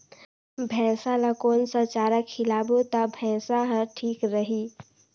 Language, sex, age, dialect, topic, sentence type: Chhattisgarhi, female, 18-24, Northern/Bhandar, agriculture, question